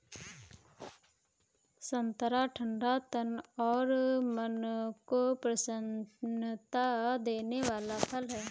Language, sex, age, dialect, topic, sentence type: Hindi, female, 18-24, Kanauji Braj Bhasha, agriculture, statement